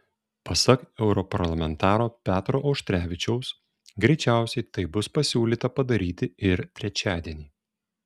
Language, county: Lithuanian, Šiauliai